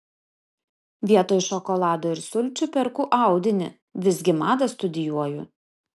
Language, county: Lithuanian, Kaunas